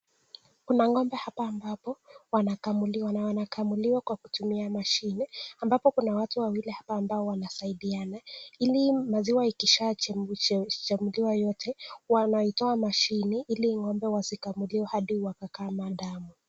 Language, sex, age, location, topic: Swahili, male, 18-24, Nakuru, agriculture